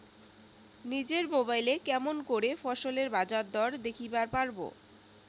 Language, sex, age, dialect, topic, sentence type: Bengali, female, 18-24, Rajbangshi, agriculture, question